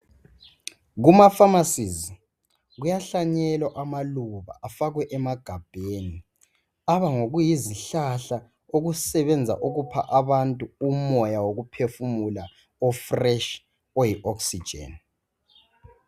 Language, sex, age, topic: North Ndebele, male, 18-24, health